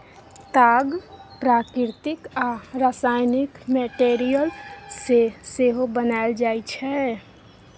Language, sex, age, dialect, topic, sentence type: Maithili, female, 60-100, Bajjika, agriculture, statement